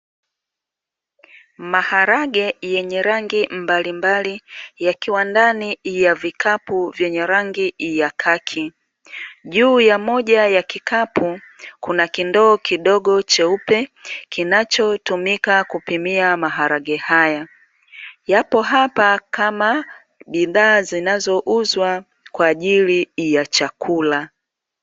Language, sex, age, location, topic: Swahili, female, 36-49, Dar es Salaam, agriculture